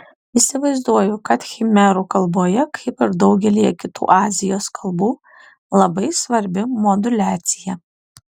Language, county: Lithuanian, Alytus